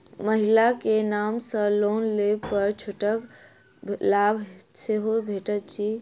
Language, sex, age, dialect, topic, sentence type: Maithili, female, 51-55, Southern/Standard, banking, question